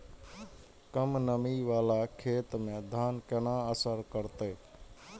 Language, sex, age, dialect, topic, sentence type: Maithili, male, 25-30, Eastern / Thethi, agriculture, question